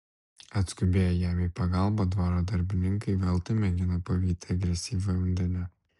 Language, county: Lithuanian, Alytus